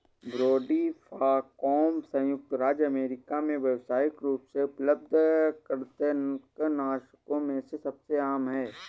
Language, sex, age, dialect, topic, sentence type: Hindi, male, 18-24, Awadhi Bundeli, agriculture, statement